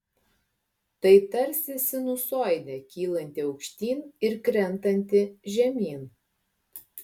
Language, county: Lithuanian, Klaipėda